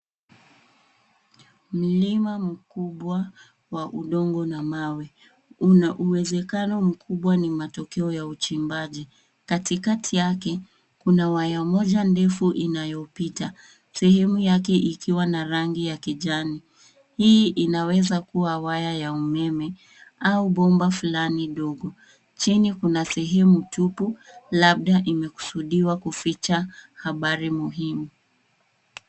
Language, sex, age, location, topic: Swahili, female, 18-24, Nairobi, government